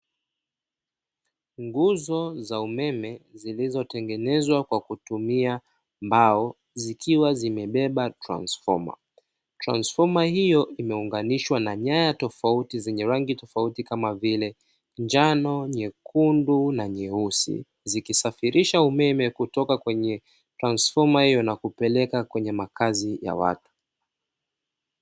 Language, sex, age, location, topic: Swahili, male, 25-35, Dar es Salaam, government